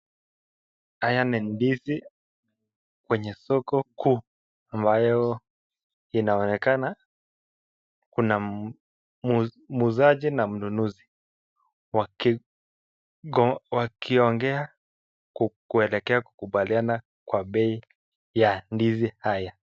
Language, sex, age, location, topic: Swahili, male, 25-35, Nakuru, agriculture